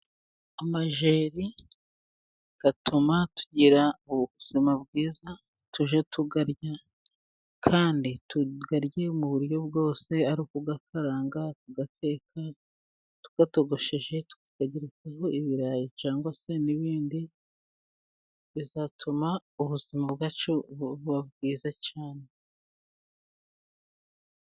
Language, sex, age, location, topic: Kinyarwanda, female, 36-49, Musanze, agriculture